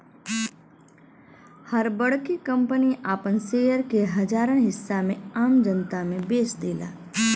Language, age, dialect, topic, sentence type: Bhojpuri, 31-35, Western, banking, statement